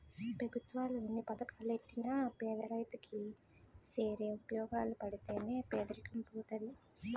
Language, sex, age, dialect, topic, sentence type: Telugu, female, 18-24, Utterandhra, agriculture, statement